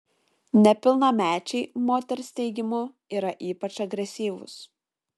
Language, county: Lithuanian, Šiauliai